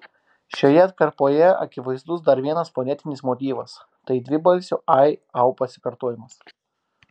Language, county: Lithuanian, Klaipėda